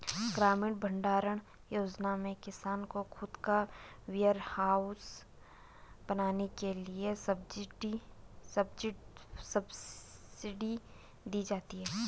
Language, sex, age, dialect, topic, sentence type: Hindi, female, 25-30, Garhwali, agriculture, statement